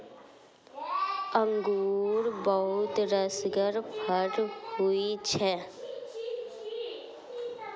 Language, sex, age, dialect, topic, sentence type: Maithili, female, 25-30, Bajjika, agriculture, statement